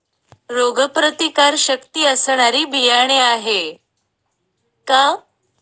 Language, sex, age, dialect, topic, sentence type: Marathi, female, 31-35, Northern Konkan, agriculture, question